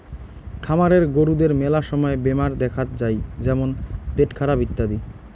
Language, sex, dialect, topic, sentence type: Bengali, male, Rajbangshi, agriculture, statement